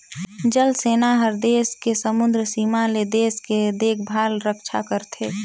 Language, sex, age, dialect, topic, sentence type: Chhattisgarhi, female, 18-24, Northern/Bhandar, banking, statement